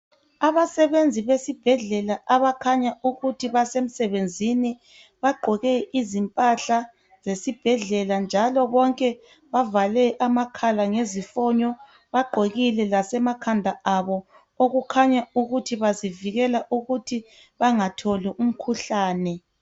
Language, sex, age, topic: North Ndebele, female, 25-35, health